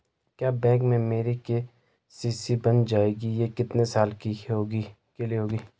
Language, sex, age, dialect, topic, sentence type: Hindi, male, 25-30, Garhwali, banking, question